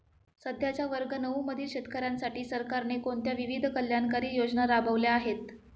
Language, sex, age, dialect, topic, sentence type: Marathi, female, 25-30, Standard Marathi, agriculture, question